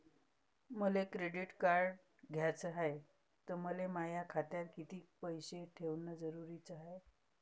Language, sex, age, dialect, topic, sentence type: Marathi, female, 31-35, Varhadi, banking, question